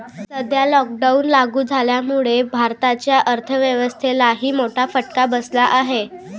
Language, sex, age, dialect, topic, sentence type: Marathi, female, 25-30, Varhadi, banking, statement